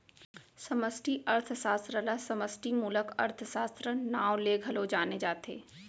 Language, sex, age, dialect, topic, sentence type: Chhattisgarhi, female, 25-30, Central, banking, statement